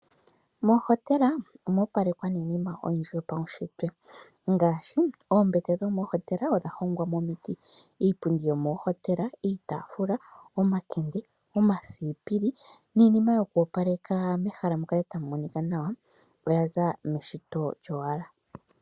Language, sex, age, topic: Oshiwambo, female, 25-35, agriculture